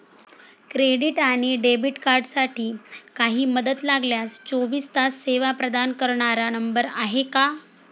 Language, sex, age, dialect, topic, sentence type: Marathi, female, 46-50, Standard Marathi, banking, question